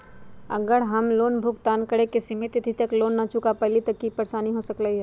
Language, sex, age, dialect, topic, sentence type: Magahi, female, 46-50, Western, banking, question